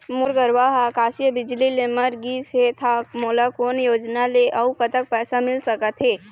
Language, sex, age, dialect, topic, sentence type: Chhattisgarhi, female, 25-30, Eastern, banking, question